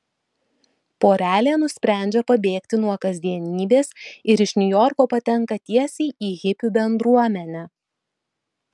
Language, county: Lithuanian, Vilnius